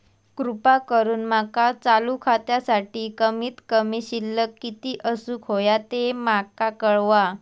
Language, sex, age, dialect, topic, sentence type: Marathi, male, 18-24, Southern Konkan, banking, statement